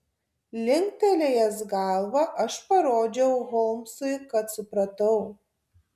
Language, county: Lithuanian, Tauragė